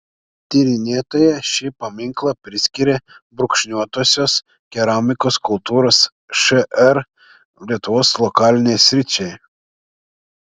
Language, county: Lithuanian, Klaipėda